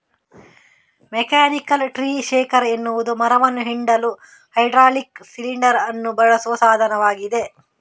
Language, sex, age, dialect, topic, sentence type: Kannada, female, 31-35, Coastal/Dakshin, agriculture, statement